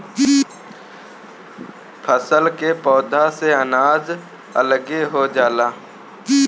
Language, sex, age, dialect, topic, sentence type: Bhojpuri, male, 18-24, Northern, agriculture, statement